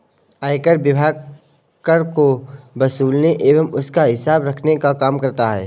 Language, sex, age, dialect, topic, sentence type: Hindi, male, 18-24, Kanauji Braj Bhasha, banking, statement